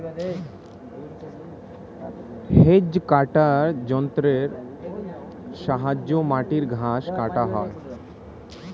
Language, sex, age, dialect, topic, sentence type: Bengali, male, 18-24, Standard Colloquial, agriculture, statement